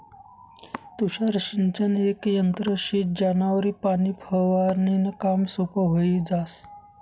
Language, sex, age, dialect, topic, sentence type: Marathi, male, 25-30, Northern Konkan, agriculture, statement